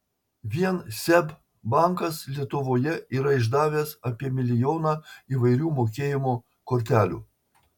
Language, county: Lithuanian, Marijampolė